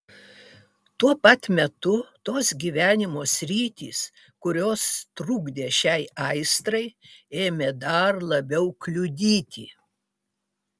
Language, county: Lithuanian, Utena